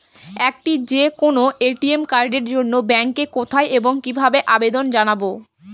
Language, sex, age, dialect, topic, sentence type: Bengali, female, 18-24, Northern/Varendri, banking, question